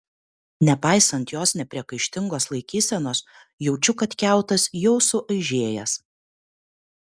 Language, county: Lithuanian, Kaunas